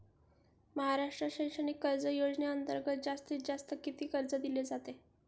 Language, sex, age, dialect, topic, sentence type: Marathi, female, 18-24, Standard Marathi, banking, question